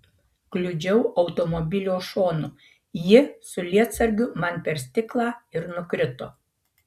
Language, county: Lithuanian, Marijampolė